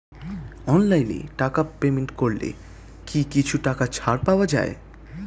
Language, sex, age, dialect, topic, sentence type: Bengali, male, 18-24, Standard Colloquial, banking, question